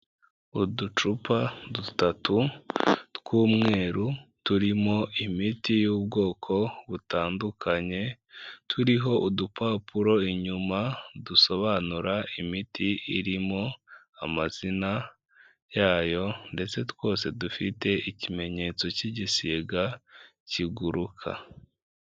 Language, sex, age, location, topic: Kinyarwanda, male, 25-35, Kigali, health